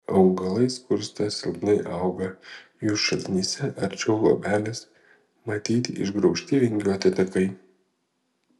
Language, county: Lithuanian, Panevėžys